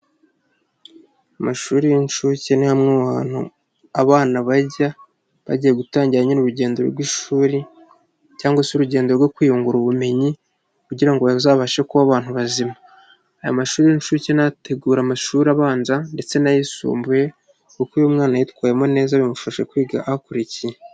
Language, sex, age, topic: Kinyarwanda, male, 25-35, education